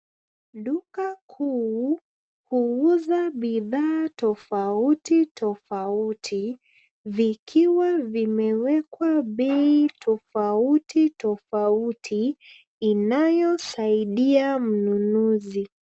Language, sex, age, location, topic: Swahili, female, 25-35, Nairobi, finance